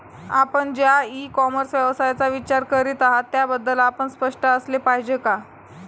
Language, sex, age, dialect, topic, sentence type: Marathi, female, 18-24, Standard Marathi, agriculture, question